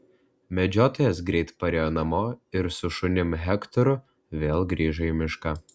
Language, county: Lithuanian, Klaipėda